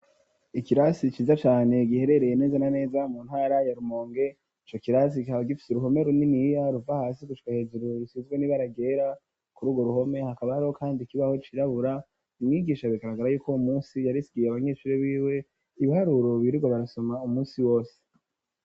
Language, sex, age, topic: Rundi, female, 18-24, education